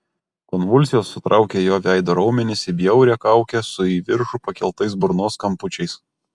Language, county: Lithuanian, Kaunas